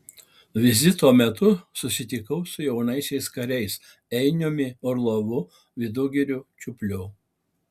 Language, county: Lithuanian, Alytus